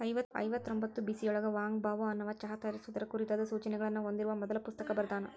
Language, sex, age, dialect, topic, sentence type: Kannada, female, 41-45, Dharwad Kannada, agriculture, statement